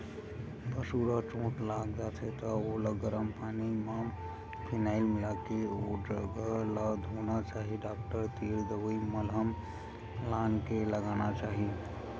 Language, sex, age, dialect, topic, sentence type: Chhattisgarhi, male, 18-24, Western/Budati/Khatahi, agriculture, statement